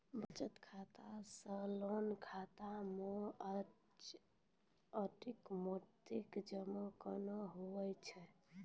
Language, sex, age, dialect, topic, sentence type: Maithili, female, 18-24, Angika, banking, question